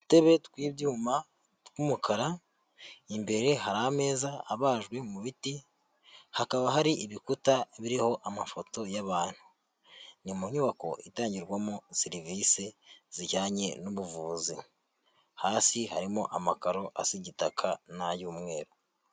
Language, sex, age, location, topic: Kinyarwanda, female, 18-24, Huye, health